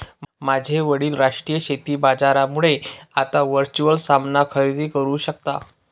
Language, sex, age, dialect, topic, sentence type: Marathi, male, 18-24, Northern Konkan, agriculture, statement